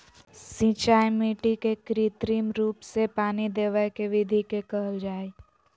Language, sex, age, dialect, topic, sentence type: Magahi, female, 18-24, Southern, agriculture, statement